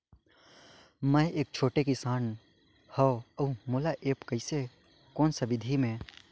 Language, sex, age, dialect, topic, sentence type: Chhattisgarhi, male, 56-60, Northern/Bhandar, agriculture, question